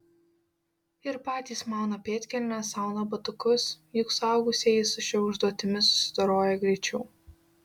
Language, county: Lithuanian, Šiauliai